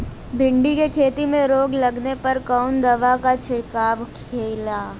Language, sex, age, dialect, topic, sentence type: Bhojpuri, female, 18-24, Western, agriculture, question